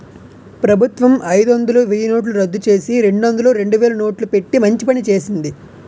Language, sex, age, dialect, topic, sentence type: Telugu, male, 18-24, Utterandhra, banking, statement